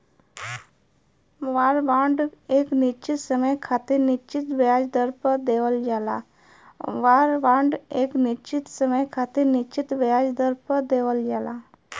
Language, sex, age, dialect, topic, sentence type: Bhojpuri, female, 31-35, Western, banking, statement